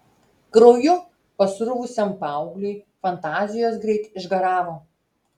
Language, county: Lithuanian, Telšiai